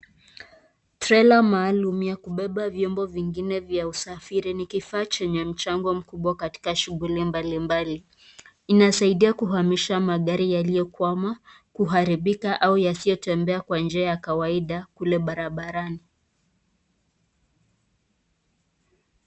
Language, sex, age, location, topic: Swahili, female, 25-35, Nakuru, finance